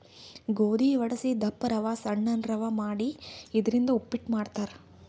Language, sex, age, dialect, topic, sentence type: Kannada, female, 46-50, Northeastern, agriculture, statement